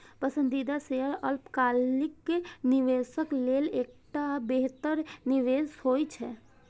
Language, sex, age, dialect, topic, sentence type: Maithili, female, 18-24, Eastern / Thethi, banking, statement